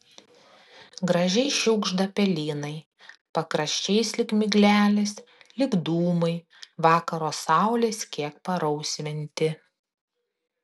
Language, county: Lithuanian, Panevėžys